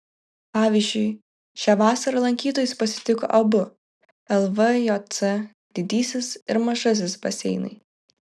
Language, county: Lithuanian, Vilnius